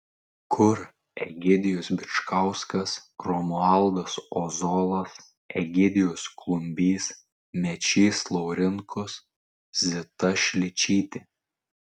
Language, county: Lithuanian, Tauragė